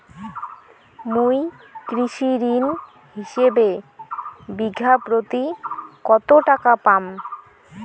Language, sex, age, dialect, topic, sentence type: Bengali, female, 18-24, Rajbangshi, banking, question